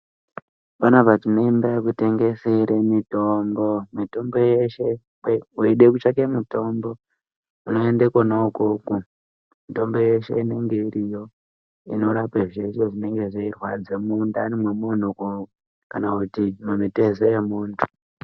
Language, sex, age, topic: Ndau, male, 18-24, health